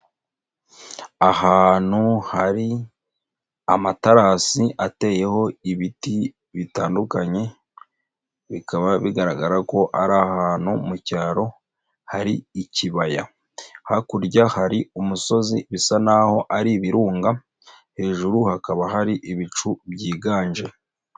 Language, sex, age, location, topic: Kinyarwanda, male, 25-35, Nyagatare, agriculture